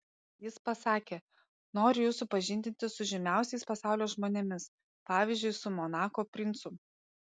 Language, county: Lithuanian, Panevėžys